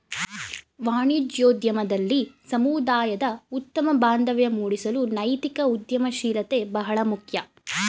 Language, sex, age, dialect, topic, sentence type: Kannada, female, 18-24, Mysore Kannada, banking, statement